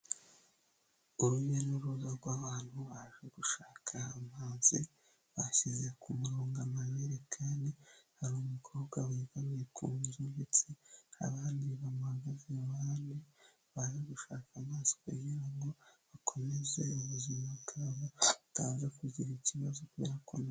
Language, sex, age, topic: Kinyarwanda, female, 18-24, health